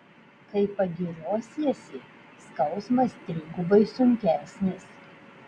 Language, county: Lithuanian, Vilnius